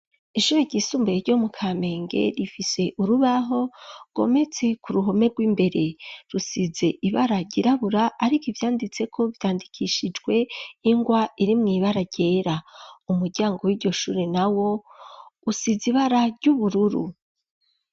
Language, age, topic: Rundi, 25-35, education